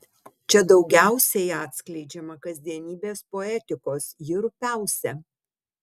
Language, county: Lithuanian, Utena